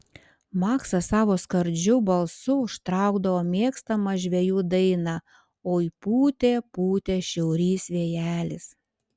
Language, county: Lithuanian, Panevėžys